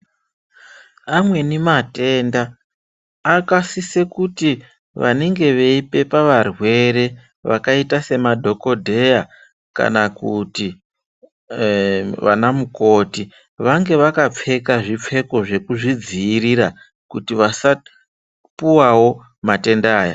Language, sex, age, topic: Ndau, male, 36-49, health